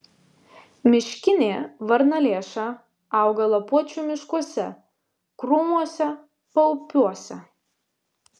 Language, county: Lithuanian, Vilnius